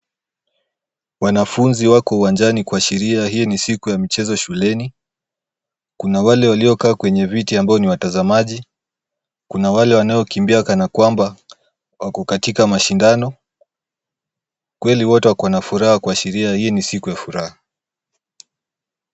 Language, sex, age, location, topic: Swahili, male, 18-24, Kisumu, education